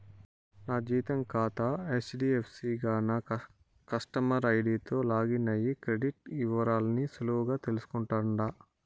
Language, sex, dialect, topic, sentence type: Telugu, male, Southern, banking, statement